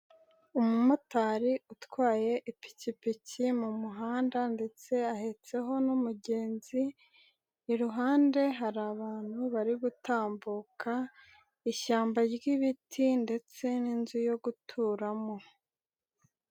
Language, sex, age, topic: Kinyarwanda, female, 18-24, finance